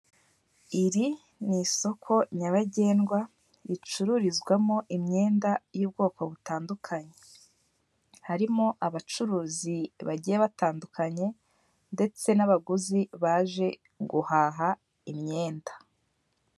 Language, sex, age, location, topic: Kinyarwanda, female, 18-24, Kigali, finance